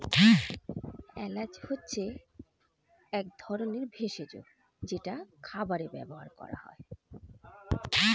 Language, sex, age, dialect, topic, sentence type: Bengali, female, 41-45, Standard Colloquial, agriculture, statement